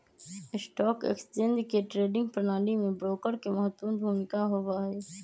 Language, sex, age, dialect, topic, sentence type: Magahi, female, 25-30, Western, banking, statement